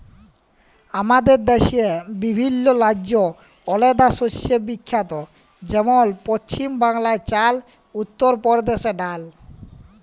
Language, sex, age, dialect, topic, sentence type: Bengali, male, 18-24, Jharkhandi, agriculture, statement